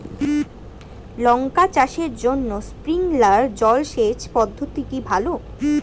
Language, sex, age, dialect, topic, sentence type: Bengali, female, 18-24, Standard Colloquial, agriculture, question